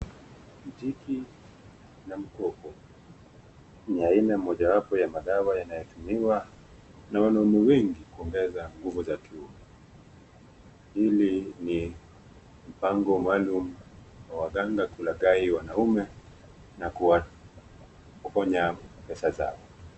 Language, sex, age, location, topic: Swahili, male, 25-35, Nakuru, health